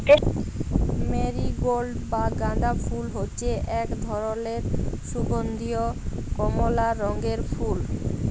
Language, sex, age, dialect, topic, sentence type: Bengali, female, 25-30, Jharkhandi, agriculture, statement